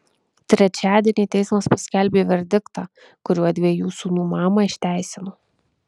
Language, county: Lithuanian, Kaunas